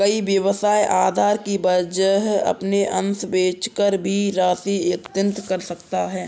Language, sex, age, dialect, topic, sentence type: Hindi, male, 60-100, Kanauji Braj Bhasha, banking, statement